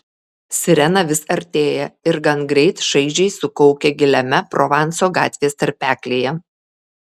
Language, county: Lithuanian, Kaunas